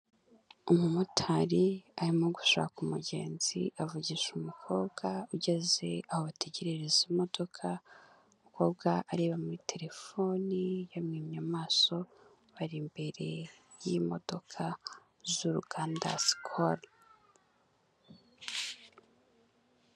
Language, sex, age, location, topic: Kinyarwanda, female, 18-24, Nyagatare, finance